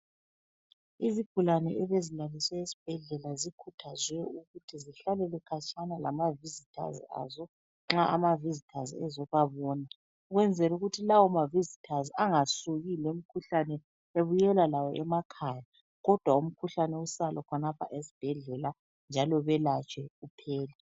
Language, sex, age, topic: North Ndebele, female, 36-49, health